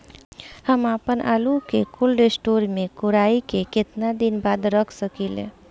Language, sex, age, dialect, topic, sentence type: Bhojpuri, female, 25-30, Southern / Standard, agriculture, question